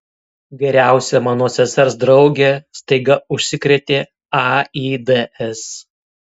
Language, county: Lithuanian, Kaunas